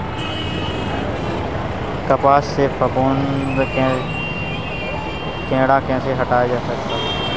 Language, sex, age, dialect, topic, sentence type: Hindi, male, 18-24, Awadhi Bundeli, agriculture, question